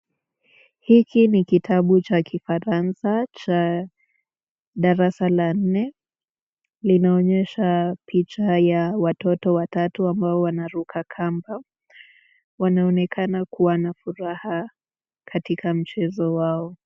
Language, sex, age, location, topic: Swahili, female, 18-24, Nakuru, education